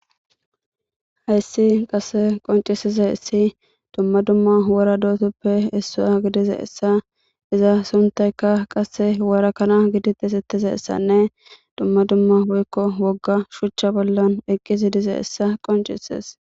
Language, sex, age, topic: Gamo, female, 18-24, government